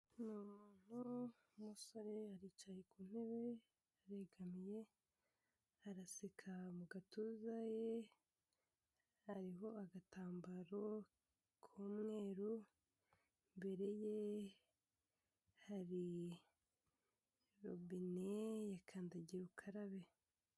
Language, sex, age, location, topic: Kinyarwanda, female, 18-24, Kigali, health